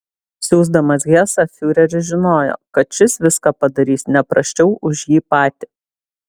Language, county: Lithuanian, Vilnius